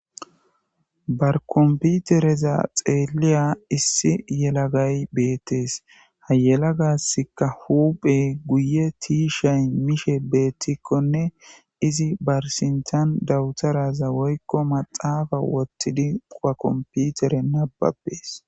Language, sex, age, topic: Gamo, male, 25-35, government